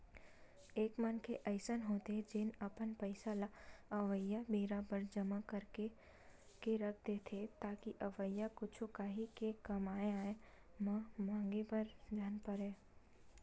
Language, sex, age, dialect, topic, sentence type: Chhattisgarhi, female, 18-24, Western/Budati/Khatahi, banking, statement